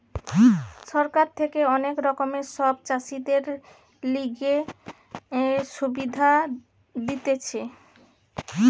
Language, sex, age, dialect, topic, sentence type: Bengali, female, 31-35, Western, agriculture, statement